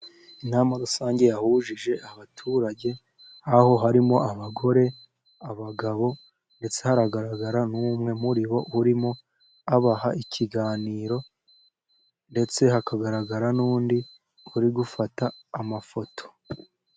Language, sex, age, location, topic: Kinyarwanda, female, 50+, Musanze, government